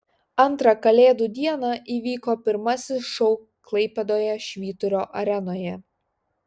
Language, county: Lithuanian, Šiauliai